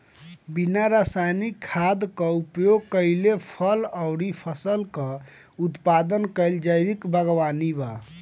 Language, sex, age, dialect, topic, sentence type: Bhojpuri, male, 18-24, Northern, agriculture, statement